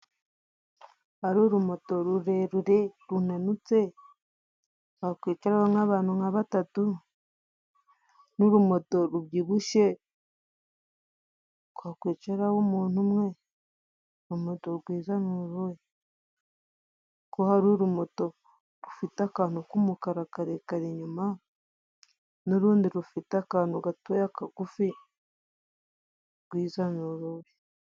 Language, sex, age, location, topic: Kinyarwanda, female, 25-35, Musanze, government